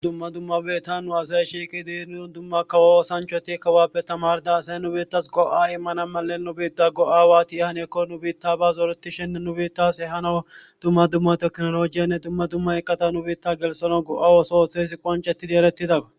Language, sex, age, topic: Gamo, male, 18-24, government